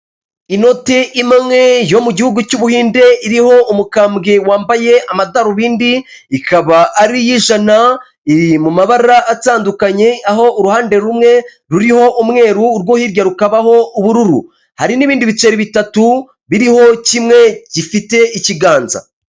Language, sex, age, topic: Kinyarwanda, male, 25-35, finance